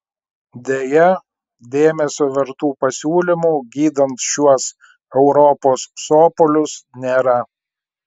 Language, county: Lithuanian, Klaipėda